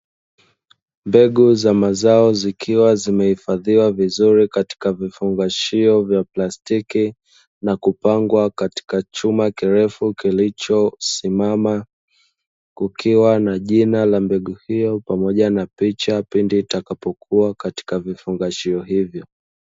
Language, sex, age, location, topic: Swahili, male, 25-35, Dar es Salaam, agriculture